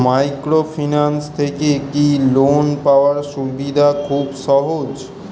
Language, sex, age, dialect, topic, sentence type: Bengali, male, 18-24, Standard Colloquial, banking, question